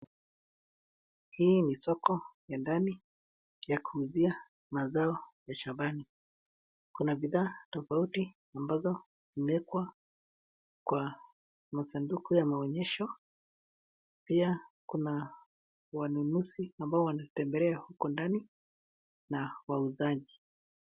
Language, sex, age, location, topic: Swahili, male, 50+, Nairobi, finance